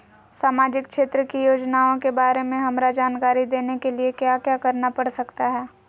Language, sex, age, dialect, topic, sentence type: Magahi, female, 18-24, Southern, banking, question